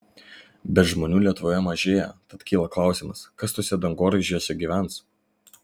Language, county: Lithuanian, Vilnius